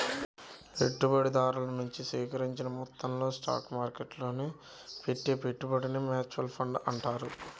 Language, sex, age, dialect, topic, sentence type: Telugu, male, 25-30, Central/Coastal, banking, statement